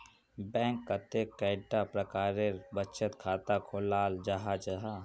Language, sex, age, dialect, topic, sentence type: Magahi, male, 18-24, Northeastern/Surjapuri, banking, question